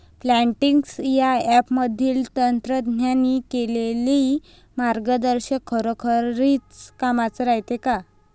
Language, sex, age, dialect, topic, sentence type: Marathi, female, 25-30, Varhadi, agriculture, question